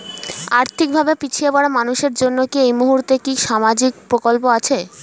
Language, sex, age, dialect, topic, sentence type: Bengali, female, 18-24, Standard Colloquial, banking, question